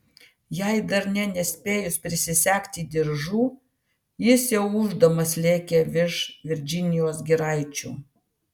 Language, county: Lithuanian, Vilnius